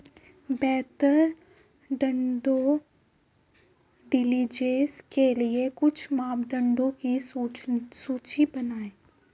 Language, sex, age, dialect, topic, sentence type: Hindi, female, 18-24, Hindustani Malvi Khadi Boli, banking, question